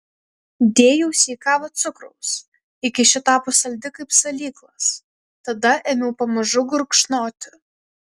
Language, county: Lithuanian, Kaunas